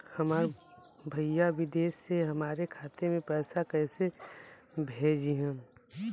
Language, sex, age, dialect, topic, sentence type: Bhojpuri, male, 25-30, Western, banking, question